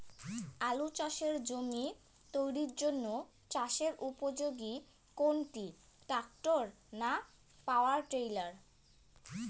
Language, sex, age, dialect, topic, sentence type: Bengali, male, 18-24, Rajbangshi, agriculture, question